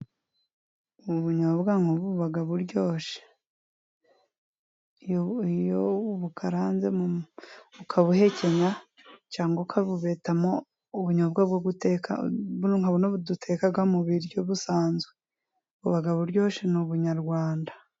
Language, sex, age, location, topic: Kinyarwanda, female, 25-35, Musanze, agriculture